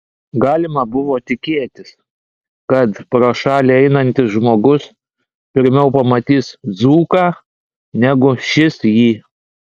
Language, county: Lithuanian, Klaipėda